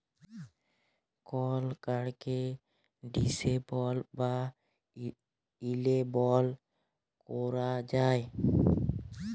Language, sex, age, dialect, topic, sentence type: Bengali, male, 18-24, Jharkhandi, banking, statement